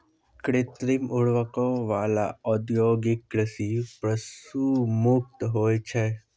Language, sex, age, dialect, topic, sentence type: Maithili, male, 18-24, Angika, agriculture, statement